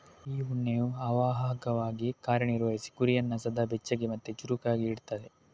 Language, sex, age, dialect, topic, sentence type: Kannada, male, 18-24, Coastal/Dakshin, agriculture, statement